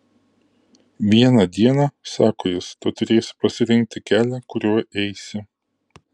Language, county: Lithuanian, Kaunas